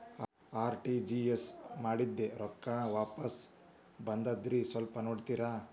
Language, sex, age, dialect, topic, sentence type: Kannada, female, 18-24, Dharwad Kannada, banking, question